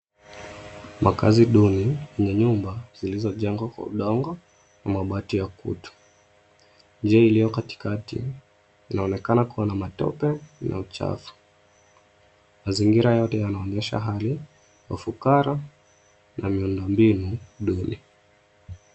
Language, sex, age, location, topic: Swahili, male, 25-35, Nairobi, government